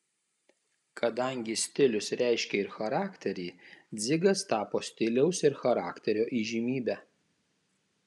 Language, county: Lithuanian, Kaunas